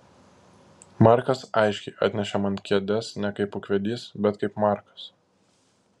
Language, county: Lithuanian, Klaipėda